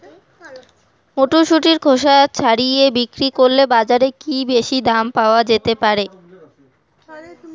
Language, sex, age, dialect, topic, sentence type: Bengali, female, 18-24, Rajbangshi, agriculture, question